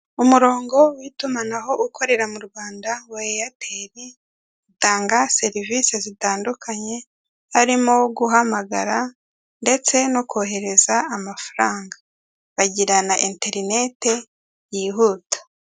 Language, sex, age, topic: Kinyarwanda, female, 18-24, finance